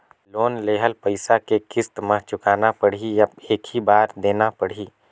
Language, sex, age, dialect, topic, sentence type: Chhattisgarhi, male, 18-24, Northern/Bhandar, banking, question